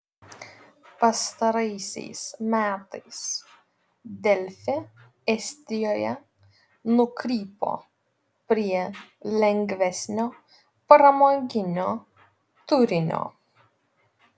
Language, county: Lithuanian, Vilnius